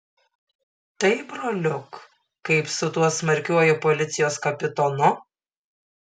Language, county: Lithuanian, Šiauliai